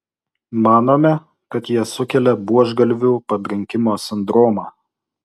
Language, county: Lithuanian, Utena